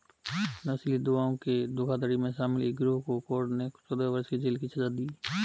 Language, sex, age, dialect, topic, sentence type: Hindi, male, 36-40, Marwari Dhudhari, banking, statement